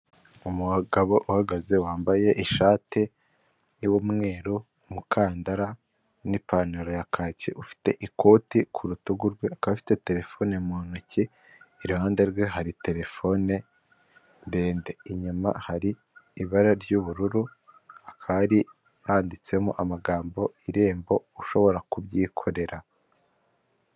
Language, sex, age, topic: Kinyarwanda, male, 18-24, government